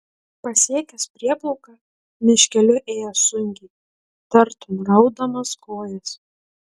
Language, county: Lithuanian, Klaipėda